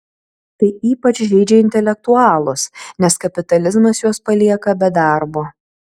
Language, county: Lithuanian, Kaunas